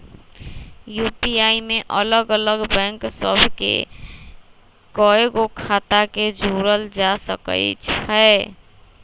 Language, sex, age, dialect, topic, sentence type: Magahi, female, 18-24, Western, banking, statement